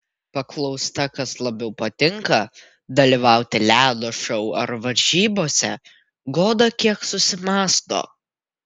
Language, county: Lithuanian, Vilnius